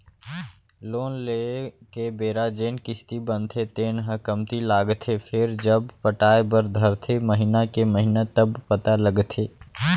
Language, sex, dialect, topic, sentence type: Chhattisgarhi, male, Central, banking, statement